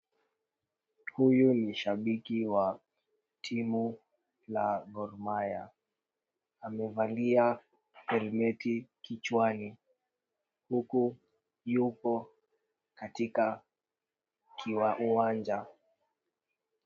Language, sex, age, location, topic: Swahili, female, 36-49, Kisumu, government